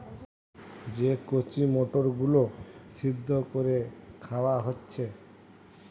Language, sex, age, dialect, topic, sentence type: Bengali, male, 36-40, Western, agriculture, statement